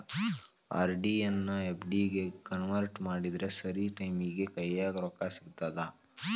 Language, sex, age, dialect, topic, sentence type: Kannada, male, 18-24, Dharwad Kannada, banking, statement